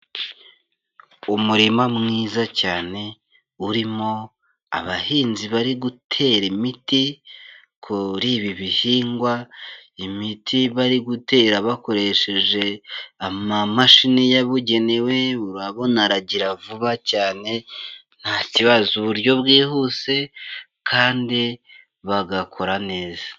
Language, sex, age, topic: Kinyarwanda, male, 25-35, agriculture